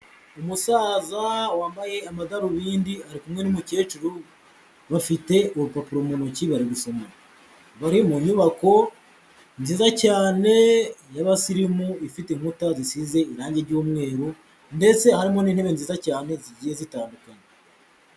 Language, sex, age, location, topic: Kinyarwanda, male, 18-24, Huye, health